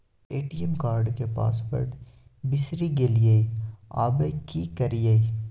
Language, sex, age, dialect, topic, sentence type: Maithili, male, 25-30, Bajjika, banking, question